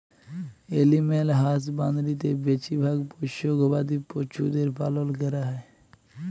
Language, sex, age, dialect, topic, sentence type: Bengali, female, 41-45, Jharkhandi, agriculture, statement